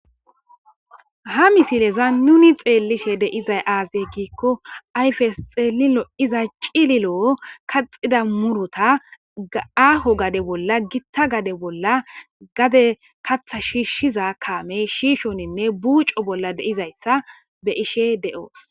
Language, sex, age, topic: Gamo, female, 18-24, agriculture